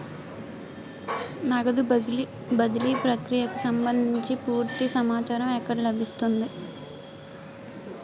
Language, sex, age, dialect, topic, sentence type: Telugu, female, 18-24, Utterandhra, banking, question